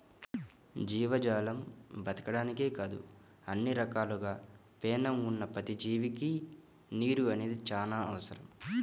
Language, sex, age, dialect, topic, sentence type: Telugu, male, 18-24, Central/Coastal, agriculture, statement